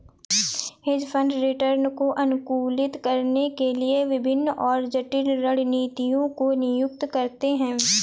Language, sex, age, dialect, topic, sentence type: Hindi, female, 18-24, Awadhi Bundeli, banking, statement